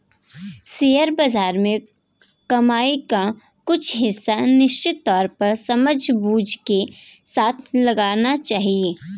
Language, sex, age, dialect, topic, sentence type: Hindi, female, 18-24, Kanauji Braj Bhasha, banking, statement